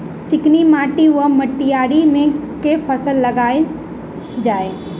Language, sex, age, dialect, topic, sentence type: Maithili, female, 18-24, Southern/Standard, agriculture, question